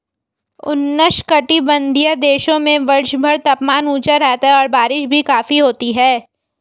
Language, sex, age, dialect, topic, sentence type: Hindi, female, 18-24, Marwari Dhudhari, agriculture, statement